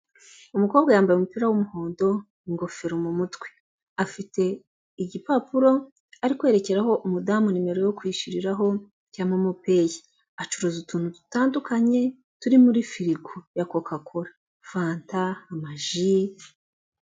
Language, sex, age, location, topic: Kinyarwanda, female, 36-49, Kigali, finance